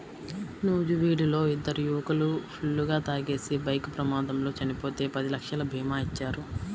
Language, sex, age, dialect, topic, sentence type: Telugu, female, 18-24, Central/Coastal, banking, statement